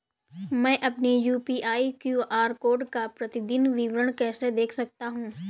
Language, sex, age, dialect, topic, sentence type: Hindi, female, 18-24, Awadhi Bundeli, banking, question